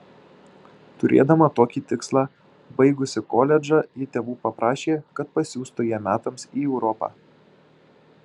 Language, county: Lithuanian, Šiauliai